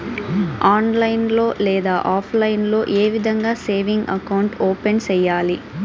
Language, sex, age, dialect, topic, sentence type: Telugu, female, 18-24, Southern, banking, question